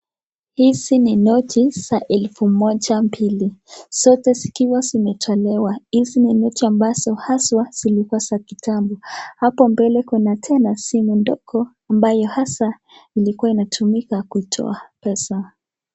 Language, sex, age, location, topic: Swahili, female, 18-24, Nakuru, finance